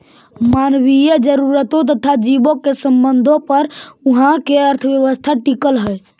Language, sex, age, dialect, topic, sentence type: Magahi, male, 18-24, Central/Standard, agriculture, statement